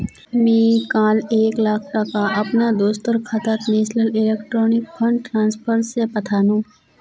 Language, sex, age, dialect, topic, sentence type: Magahi, female, 18-24, Northeastern/Surjapuri, banking, statement